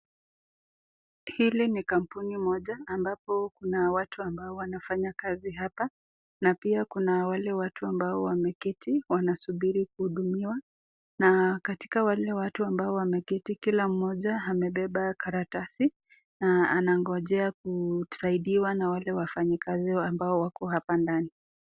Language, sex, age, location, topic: Swahili, female, 36-49, Nakuru, government